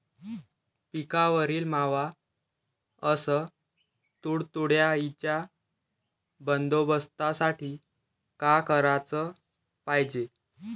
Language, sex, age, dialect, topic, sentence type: Marathi, male, 18-24, Varhadi, agriculture, question